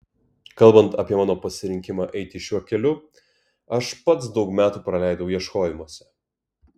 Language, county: Lithuanian, Kaunas